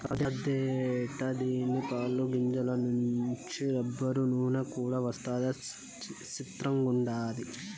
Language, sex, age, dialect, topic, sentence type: Telugu, male, 18-24, Southern, agriculture, statement